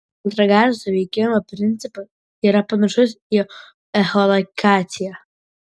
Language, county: Lithuanian, Vilnius